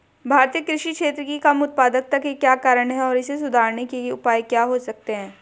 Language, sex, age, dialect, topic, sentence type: Hindi, female, 18-24, Hindustani Malvi Khadi Boli, agriculture, question